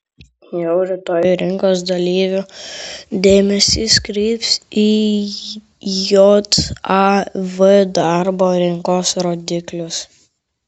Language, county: Lithuanian, Kaunas